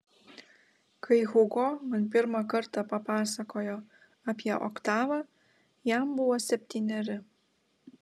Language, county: Lithuanian, Klaipėda